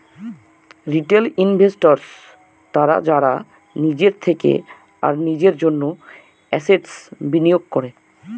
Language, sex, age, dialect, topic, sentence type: Bengali, male, 25-30, Northern/Varendri, banking, statement